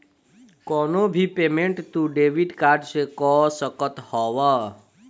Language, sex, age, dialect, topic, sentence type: Bhojpuri, female, 25-30, Northern, banking, statement